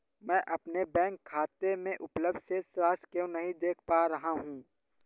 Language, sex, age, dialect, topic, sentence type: Hindi, male, 18-24, Awadhi Bundeli, banking, question